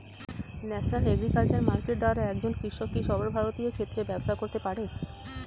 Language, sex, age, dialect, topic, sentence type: Bengali, female, 31-35, Standard Colloquial, agriculture, question